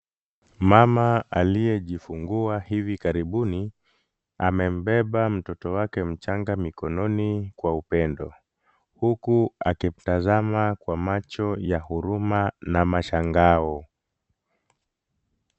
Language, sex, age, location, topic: Swahili, male, 25-35, Kisumu, health